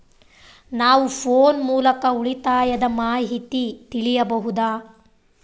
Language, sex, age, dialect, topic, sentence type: Kannada, female, 18-24, Central, banking, question